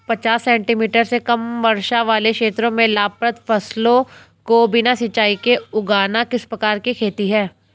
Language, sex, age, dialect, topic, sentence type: Hindi, female, 25-30, Hindustani Malvi Khadi Boli, agriculture, question